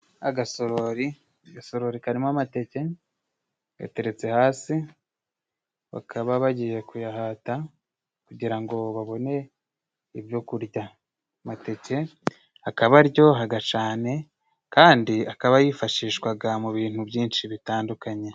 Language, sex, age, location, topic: Kinyarwanda, male, 25-35, Musanze, agriculture